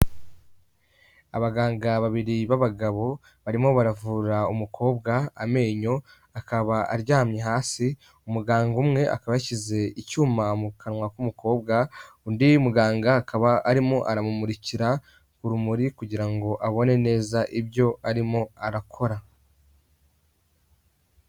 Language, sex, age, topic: Kinyarwanda, male, 18-24, health